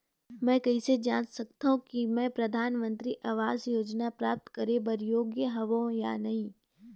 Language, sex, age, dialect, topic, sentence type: Chhattisgarhi, female, 18-24, Northern/Bhandar, banking, question